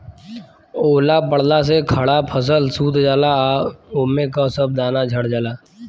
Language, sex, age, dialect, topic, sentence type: Bhojpuri, male, 18-24, Southern / Standard, agriculture, statement